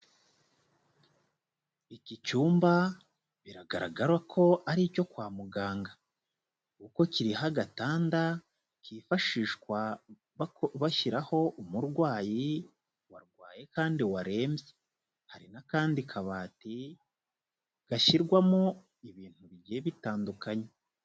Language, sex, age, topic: Kinyarwanda, male, 25-35, health